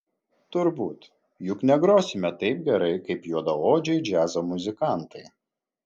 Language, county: Lithuanian, Klaipėda